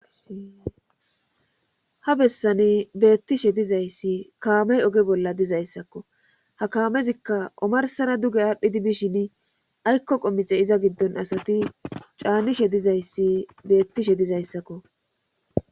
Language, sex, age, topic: Gamo, female, 25-35, government